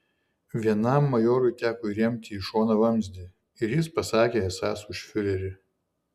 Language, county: Lithuanian, Šiauliai